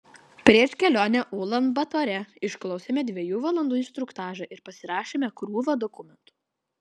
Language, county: Lithuanian, Klaipėda